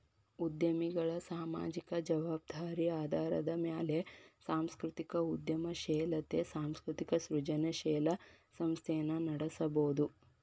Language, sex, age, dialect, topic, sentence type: Kannada, female, 18-24, Dharwad Kannada, banking, statement